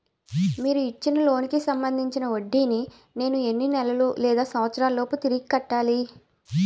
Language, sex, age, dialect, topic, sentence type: Telugu, female, 25-30, Utterandhra, banking, question